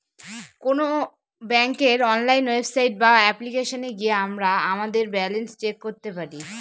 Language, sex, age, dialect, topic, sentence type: Bengali, female, 18-24, Northern/Varendri, banking, statement